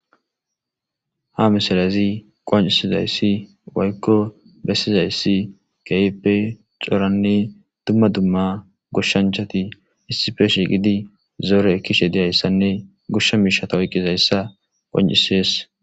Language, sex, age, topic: Gamo, male, 18-24, agriculture